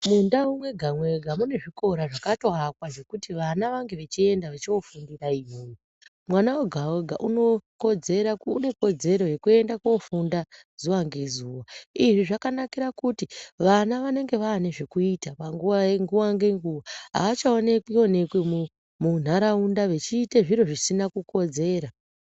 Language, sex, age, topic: Ndau, female, 25-35, education